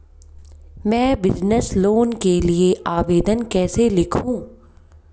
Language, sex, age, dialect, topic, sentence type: Hindi, female, 25-30, Hindustani Malvi Khadi Boli, banking, question